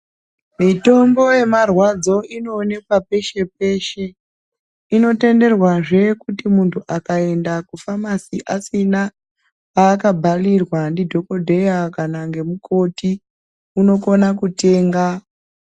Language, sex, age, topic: Ndau, female, 36-49, health